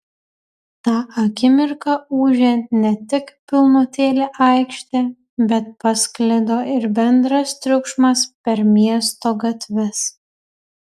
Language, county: Lithuanian, Kaunas